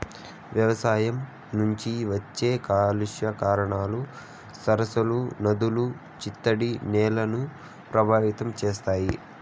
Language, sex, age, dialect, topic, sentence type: Telugu, male, 25-30, Southern, agriculture, statement